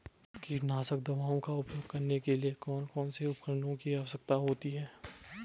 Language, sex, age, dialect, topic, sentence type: Hindi, male, 18-24, Garhwali, agriculture, question